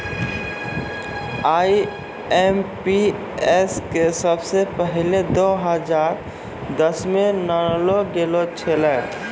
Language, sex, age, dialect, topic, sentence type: Maithili, male, 18-24, Angika, banking, statement